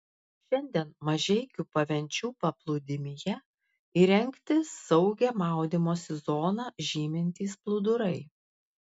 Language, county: Lithuanian, Klaipėda